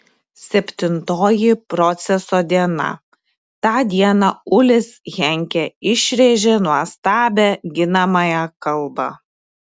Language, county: Lithuanian, Klaipėda